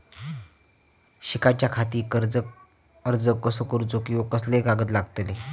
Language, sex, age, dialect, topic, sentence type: Marathi, male, 18-24, Southern Konkan, banking, question